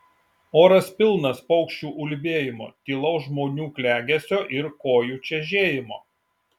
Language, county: Lithuanian, Šiauliai